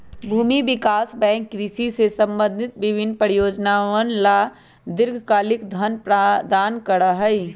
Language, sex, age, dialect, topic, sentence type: Magahi, female, 31-35, Western, banking, statement